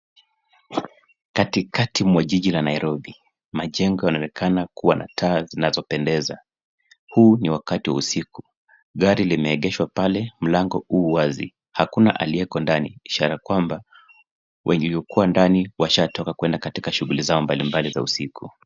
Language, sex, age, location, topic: Swahili, male, 25-35, Nairobi, finance